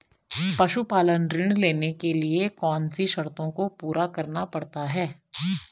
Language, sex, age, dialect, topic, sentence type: Hindi, female, 25-30, Garhwali, agriculture, question